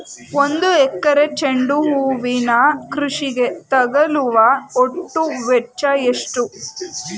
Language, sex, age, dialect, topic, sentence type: Kannada, female, 18-24, Mysore Kannada, agriculture, question